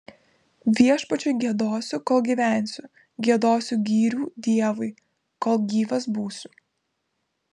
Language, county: Lithuanian, Vilnius